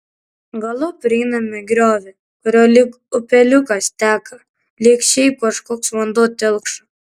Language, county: Lithuanian, Kaunas